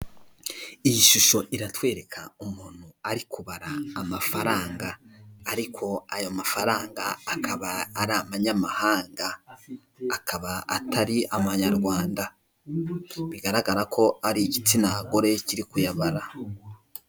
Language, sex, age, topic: Kinyarwanda, male, 18-24, finance